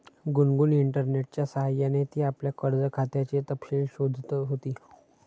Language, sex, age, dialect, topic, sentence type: Marathi, male, 60-100, Standard Marathi, banking, statement